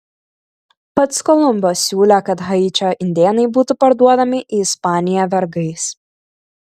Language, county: Lithuanian, Kaunas